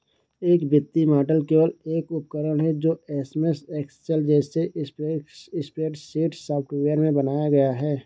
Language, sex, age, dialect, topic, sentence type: Hindi, male, 56-60, Kanauji Braj Bhasha, banking, statement